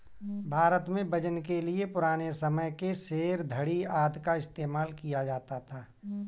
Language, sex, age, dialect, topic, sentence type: Hindi, male, 41-45, Kanauji Braj Bhasha, agriculture, statement